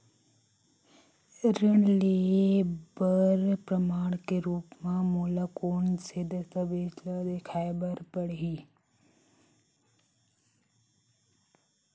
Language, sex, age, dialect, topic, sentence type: Chhattisgarhi, female, 60-100, Central, banking, statement